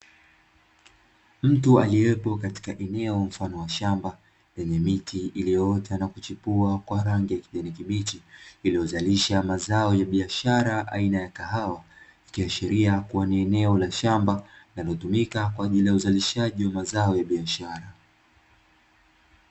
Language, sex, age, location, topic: Swahili, male, 25-35, Dar es Salaam, agriculture